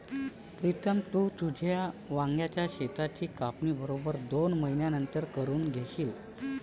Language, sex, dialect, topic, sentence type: Marathi, male, Varhadi, agriculture, statement